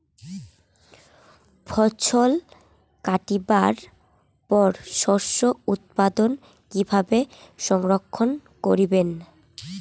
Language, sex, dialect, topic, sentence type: Bengali, female, Rajbangshi, agriculture, statement